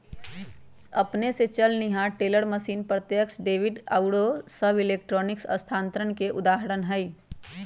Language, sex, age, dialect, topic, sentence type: Magahi, female, 36-40, Western, banking, statement